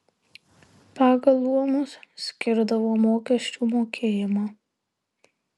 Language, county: Lithuanian, Marijampolė